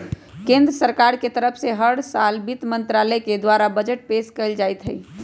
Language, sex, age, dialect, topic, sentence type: Magahi, female, 18-24, Western, banking, statement